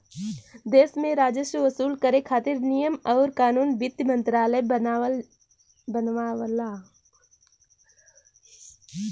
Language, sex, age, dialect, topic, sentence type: Bhojpuri, female, 18-24, Western, banking, statement